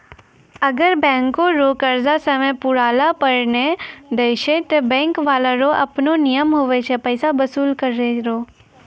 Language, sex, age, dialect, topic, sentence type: Maithili, female, 56-60, Angika, banking, statement